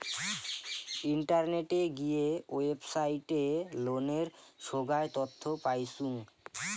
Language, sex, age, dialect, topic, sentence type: Bengali, male, <18, Rajbangshi, banking, statement